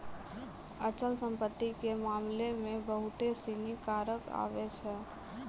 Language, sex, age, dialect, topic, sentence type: Maithili, female, 18-24, Angika, banking, statement